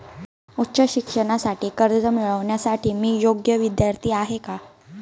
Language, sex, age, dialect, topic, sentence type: Marathi, female, 25-30, Northern Konkan, banking, statement